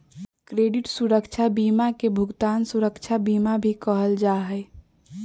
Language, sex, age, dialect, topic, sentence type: Magahi, female, 18-24, Western, banking, statement